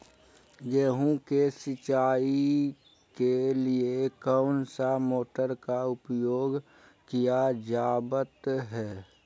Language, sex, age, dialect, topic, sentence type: Magahi, male, 18-24, Southern, agriculture, question